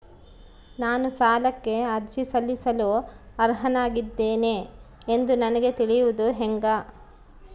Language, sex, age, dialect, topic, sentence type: Kannada, female, 36-40, Central, banking, statement